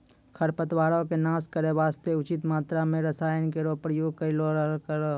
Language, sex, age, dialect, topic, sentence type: Maithili, male, 25-30, Angika, agriculture, statement